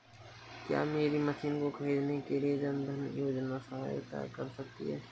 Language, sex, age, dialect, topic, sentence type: Hindi, male, 18-24, Awadhi Bundeli, agriculture, question